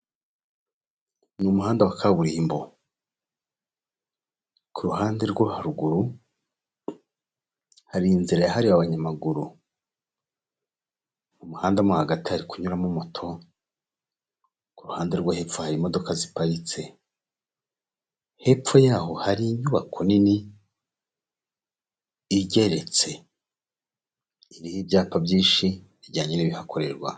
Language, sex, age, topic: Kinyarwanda, male, 36-49, government